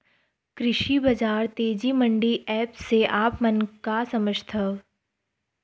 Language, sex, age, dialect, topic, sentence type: Chhattisgarhi, female, 25-30, Western/Budati/Khatahi, agriculture, question